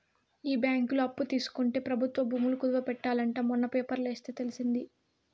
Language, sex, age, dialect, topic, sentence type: Telugu, female, 18-24, Southern, banking, statement